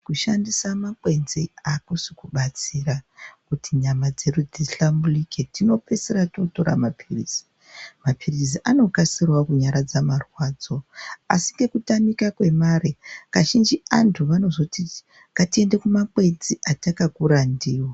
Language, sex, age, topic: Ndau, female, 36-49, health